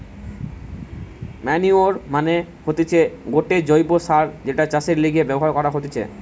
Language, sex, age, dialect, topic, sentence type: Bengali, male, 18-24, Western, agriculture, statement